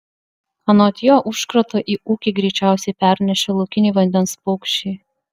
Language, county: Lithuanian, Vilnius